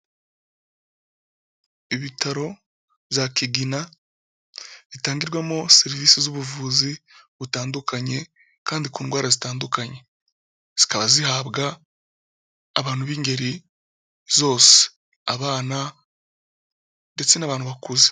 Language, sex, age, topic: Kinyarwanda, male, 25-35, health